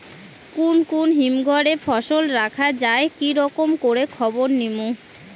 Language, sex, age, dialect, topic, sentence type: Bengali, female, 18-24, Rajbangshi, agriculture, question